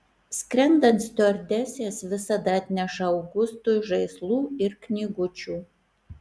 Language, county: Lithuanian, Kaunas